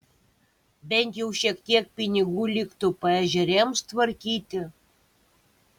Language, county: Lithuanian, Kaunas